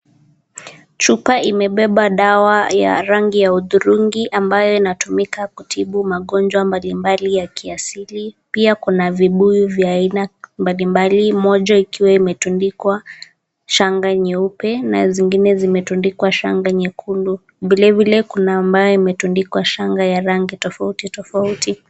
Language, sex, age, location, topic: Swahili, female, 18-24, Nakuru, health